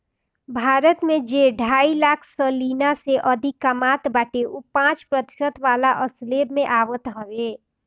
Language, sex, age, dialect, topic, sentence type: Bhojpuri, female, 18-24, Northern, banking, statement